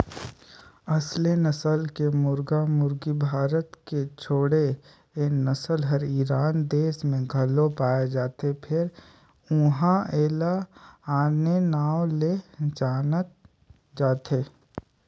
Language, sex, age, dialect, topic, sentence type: Chhattisgarhi, male, 18-24, Northern/Bhandar, agriculture, statement